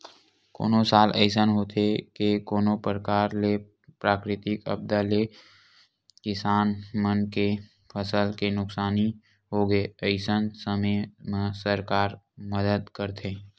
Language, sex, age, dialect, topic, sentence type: Chhattisgarhi, male, 18-24, Western/Budati/Khatahi, banking, statement